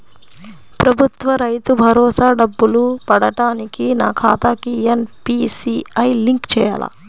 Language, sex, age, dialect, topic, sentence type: Telugu, female, 31-35, Central/Coastal, banking, question